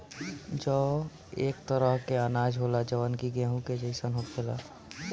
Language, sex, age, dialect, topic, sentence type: Bhojpuri, male, 18-24, Northern, agriculture, statement